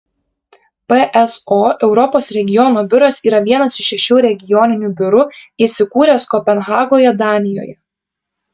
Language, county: Lithuanian, Kaunas